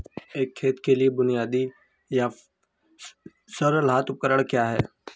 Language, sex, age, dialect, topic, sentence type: Hindi, female, 25-30, Hindustani Malvi Khadi Boli, agriculture, question